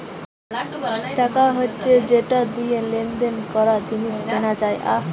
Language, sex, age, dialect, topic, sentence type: Bengali, female, 18-24, Western, banking, statement